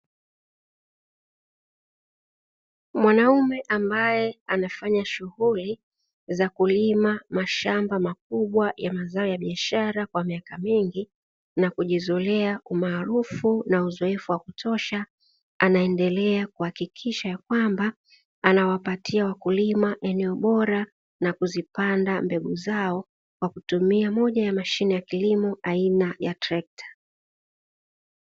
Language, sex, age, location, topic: Swahili, female, 25-35, Dar es Salaam, agriculture